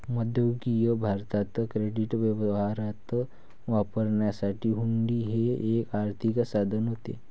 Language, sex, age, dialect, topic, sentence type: Marathi, male, 18-24, Varhadi, banking, statement